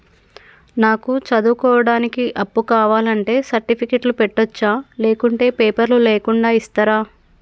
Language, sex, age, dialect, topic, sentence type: Telugu, female, 36-40, Telangana, banking, question